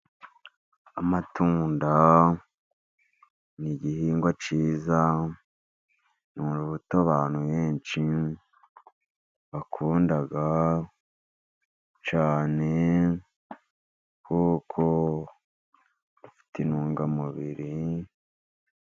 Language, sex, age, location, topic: Kinyarwanda, male, 50+, Musanze, agriculture